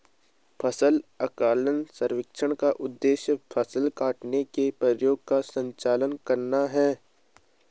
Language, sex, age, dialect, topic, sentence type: Hindi, male, 18-24, Garhwali, agriculture, statement